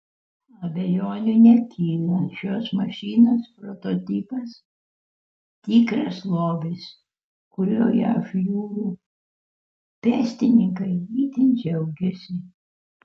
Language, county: Lithuanian, Utena